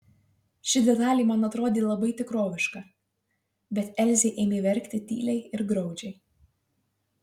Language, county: Lithuanian, Marijampolė